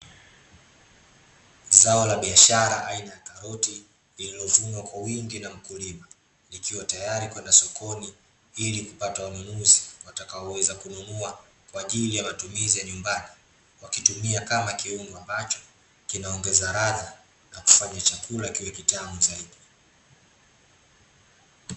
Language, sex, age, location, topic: Swahili, male, 18-24, Dar es Salaam, agriculture